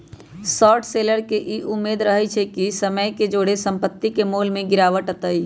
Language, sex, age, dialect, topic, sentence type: Magahi, female, 25-30, Western, banking, statement